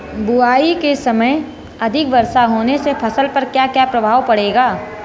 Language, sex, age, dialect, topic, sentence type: Hindi, female, 36-40, Marwari Dhudhari, agriculture, question